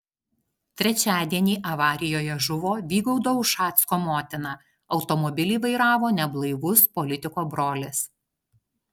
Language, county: Lithuanian, Alytus